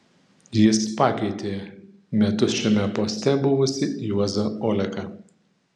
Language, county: Lithuanian, Panevėžys